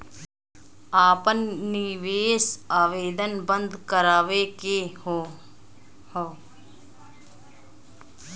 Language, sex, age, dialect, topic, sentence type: Bhojpuri, female, 25-30, Western, banking, question